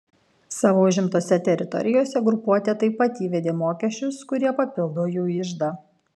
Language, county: Lithuanian, Kaunas